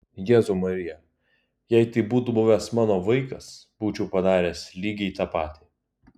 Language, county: Lithuanian, Kaunas